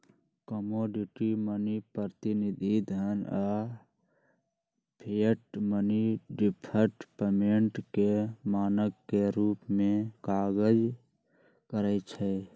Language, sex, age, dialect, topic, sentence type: Magahi, male, 46-50, Western, banking, statement